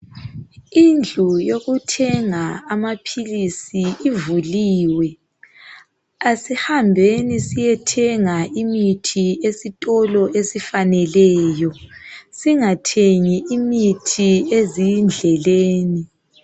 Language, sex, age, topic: North Ndebele, male, 18-24, health